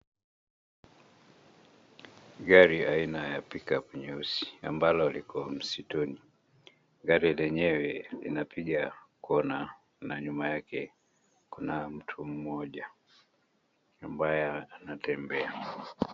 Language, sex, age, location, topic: Swahili, male, 50+, Nairobi, finance